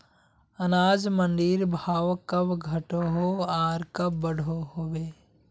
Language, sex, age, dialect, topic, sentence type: Magahi, male, 18-24, Northeastern/Surjapuri, agriculture, question